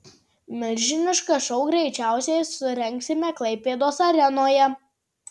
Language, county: Lithuanian, Tauragė